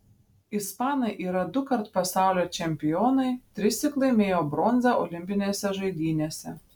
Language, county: Lithuanian, Panevėžys